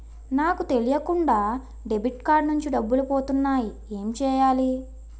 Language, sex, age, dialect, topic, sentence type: Telugu, female, 18-24, Utterandhra, banking, question